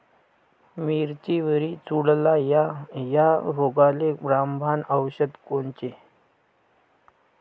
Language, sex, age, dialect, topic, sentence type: Marathi, female, 18-24, Varhadi, agriculture, question